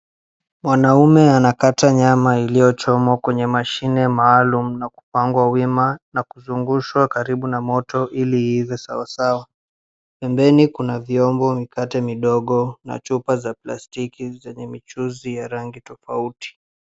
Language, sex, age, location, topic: Swahili, male, 18-24, Mombasa, agriculture